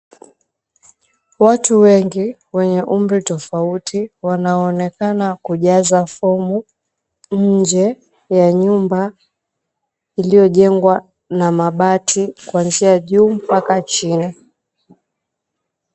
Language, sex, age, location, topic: Swahili, female, 25-35, Mombasa, government